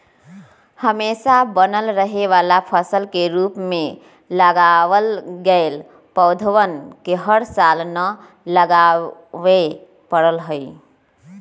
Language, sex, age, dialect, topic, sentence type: Magahi, female, 25-30, Western, agriculture, statement